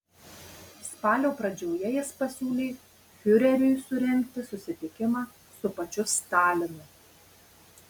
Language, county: Lithuanian, Marijampolė